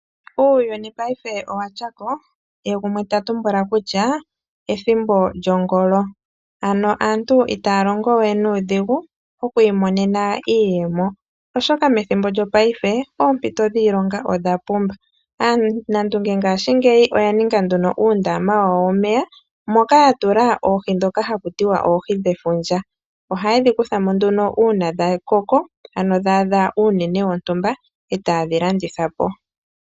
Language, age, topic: Oshiwambo, 25-35, agriculture